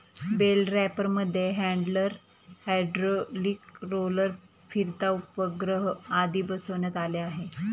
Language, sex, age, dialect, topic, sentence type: Marathi, female, 31-35, Standard Marathi, agriculture, statement